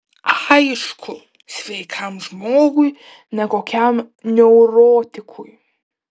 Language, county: Lithuanian, Klaipėda